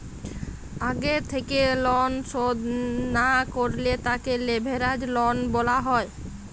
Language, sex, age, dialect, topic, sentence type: Bengali, female, 25-30, Jharkhandi, banking, statement